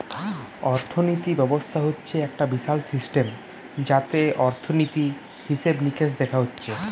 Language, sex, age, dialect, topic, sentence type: Bengali, female, 25-30, Western, banking, statement